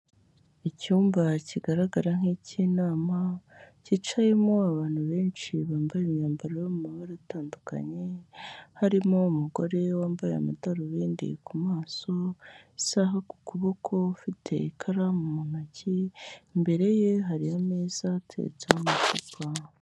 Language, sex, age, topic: Kinyarwanda, female, 18-24, health